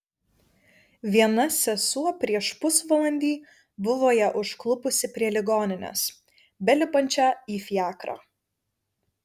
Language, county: Lithuanian, Vilnius